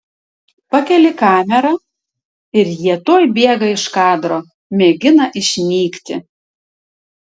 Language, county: Lithuanian, Tauragė